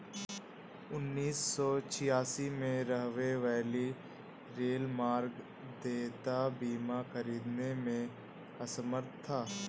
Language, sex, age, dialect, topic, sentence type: Hindi, male, 18-24, Hindustani Malvi Khadi Boli, banking, statement